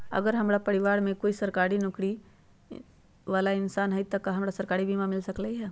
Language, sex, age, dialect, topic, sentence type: Magahi, female, 41-45, Western, agriculture, question